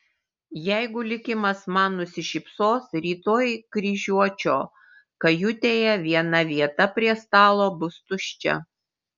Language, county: Lithuanian, Vilnius